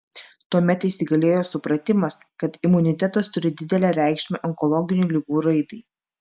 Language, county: Lithuanian, Klaipėda